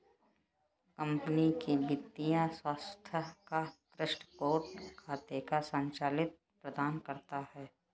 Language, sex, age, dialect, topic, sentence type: Hindi, female, 56-60, Kanauji Braj Bhasha, banking, statement